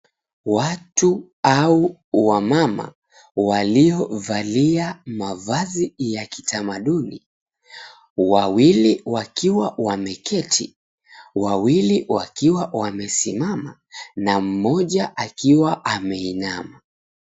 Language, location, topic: Swahili, Mombasa, agriculture